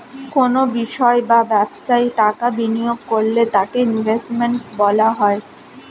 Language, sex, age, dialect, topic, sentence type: Bengali, female, 25-30, Standard Colloquial, banking, statement